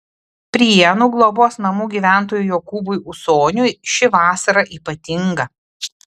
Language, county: Lithuanian, Klaipėda